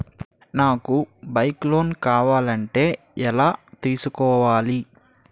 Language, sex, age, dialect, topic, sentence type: Telugu, male, 18-24, Utterandhra, banking, question